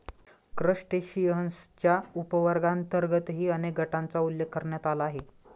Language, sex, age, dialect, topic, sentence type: Marathi, male, 25-30, Standard Marathi, agriculture, statement